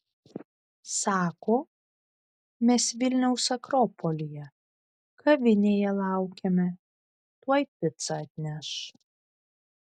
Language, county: Lithuanian, Vilnius